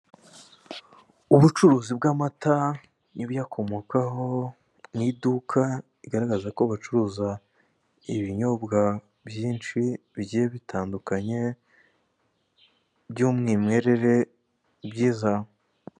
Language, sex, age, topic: Kinyarwanda, male, 18-24, finance